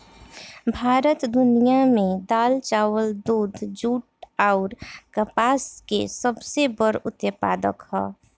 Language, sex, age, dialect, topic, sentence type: Bhojpuri, female, 25-30, Southern / Standard, agriculture, statement